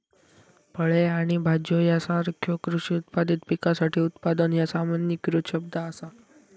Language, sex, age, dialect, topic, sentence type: Marathi, male, 18-24, Southern Konkan, agriculture, statement